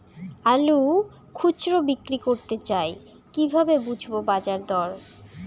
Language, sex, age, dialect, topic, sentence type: Bengali, female, 18-24, Rajbangshi, agriculture, question